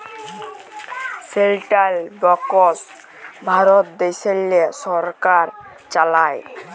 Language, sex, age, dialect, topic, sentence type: Bengali, male, <18, Jharkhandi, banking, statement